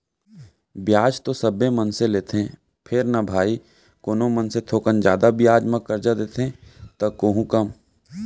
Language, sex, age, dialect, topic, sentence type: Chhattisgarhi, male, 18-24, Central, banking, statement